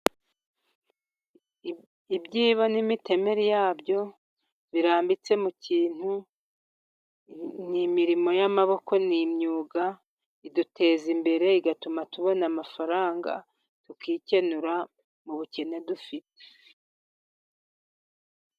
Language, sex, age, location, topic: Kinyarwanda, female, 50+, Musanze, government